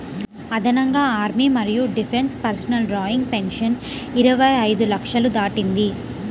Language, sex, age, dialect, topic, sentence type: Telugu, female, 18-24, Central/Coastal, banking, statement